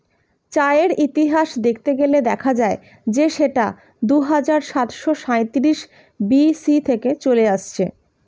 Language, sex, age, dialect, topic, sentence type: Bengali, female, 31-35, Standard Colloquial, agriculture, statement